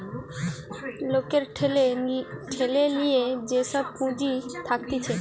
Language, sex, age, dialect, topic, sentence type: Bengali, female, 18-24, Western, banking, statement